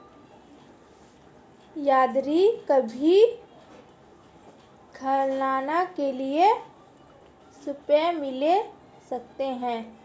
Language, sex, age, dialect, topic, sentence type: Hindi, female, 25-30, Marwari Dhudhari, banking, question